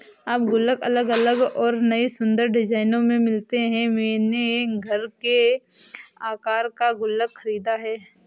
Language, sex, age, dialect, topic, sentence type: Hindi, female, 46-50, Awadhi Bundeli, banking, statement